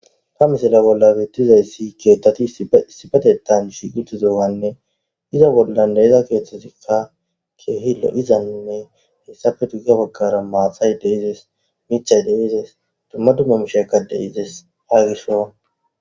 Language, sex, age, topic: Gamo, male, 18-24, government